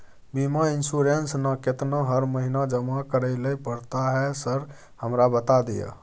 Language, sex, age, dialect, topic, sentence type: Maithili, male, 25-30, Bajjika, banking, question